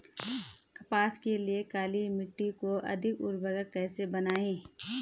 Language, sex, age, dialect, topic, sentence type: Hindi, female, 31-35, Garhwali, agriculture, question